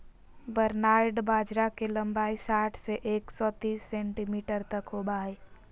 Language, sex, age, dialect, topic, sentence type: Magahi, female, 18-24, Southern, agriculture, statement